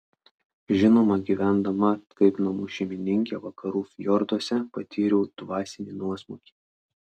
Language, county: Lithuanian, Klaipėda